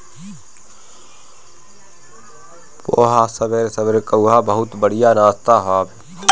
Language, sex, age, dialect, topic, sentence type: Bhojpuri, male, 25-30, Northern, agriculture, statement